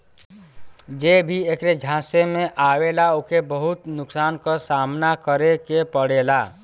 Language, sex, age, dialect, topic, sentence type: Bhojpuri, male, 31-35, Western, banking, statement